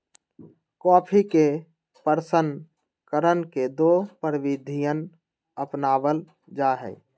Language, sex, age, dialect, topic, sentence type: Magahi, male, 18-24, Western, agriculture, statement